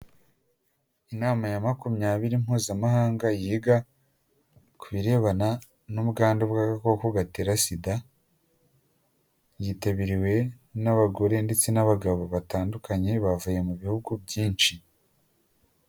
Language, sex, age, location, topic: Kinyarwanda, male, 18-24, Huye, health